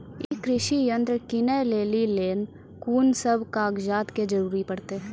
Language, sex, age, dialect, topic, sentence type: Maithili, female, 25-30, Angika, agriculture, question